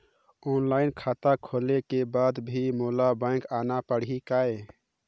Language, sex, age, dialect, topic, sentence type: Chhattisgarhi, male, 25-30, Northern/Bhandar, banking, question